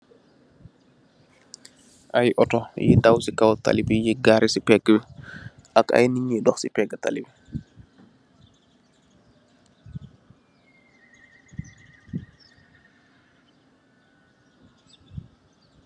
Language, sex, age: Wolof, male, 25-35